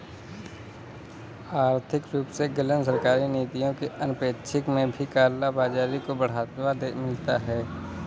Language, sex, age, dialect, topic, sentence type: Hindi, male, 18-24, Kanauji Braj Bhasha, banking, statement